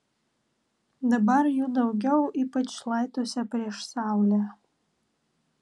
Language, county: Lithuanian, Vilnius